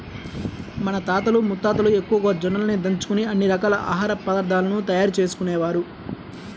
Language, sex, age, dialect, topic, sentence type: Telugu, male, 18-24, Central/Coastal, agriculture, statement